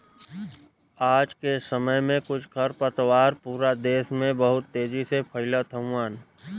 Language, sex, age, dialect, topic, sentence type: Bhojpuri, male, 25-30, Western, agriculture, statement